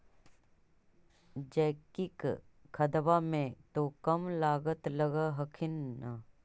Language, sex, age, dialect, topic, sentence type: Magahi, female, 36-40, Central/Standard, agriculture, question